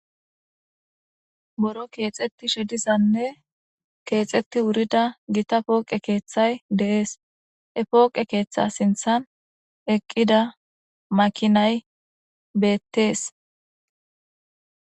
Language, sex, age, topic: Gamo, female, 25-35, government